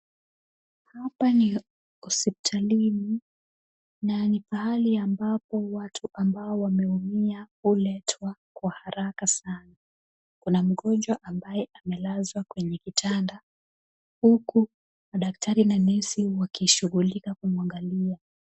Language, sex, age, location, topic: Swahili, female, 18-24, Kisumu, health